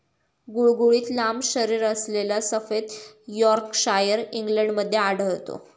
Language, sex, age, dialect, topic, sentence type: Marathi, female, 31-35, Standard Marathi, agriculture, statement